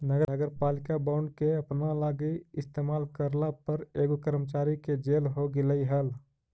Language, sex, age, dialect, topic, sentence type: Magahi, male, 25-30, Central/Standard, banking, statement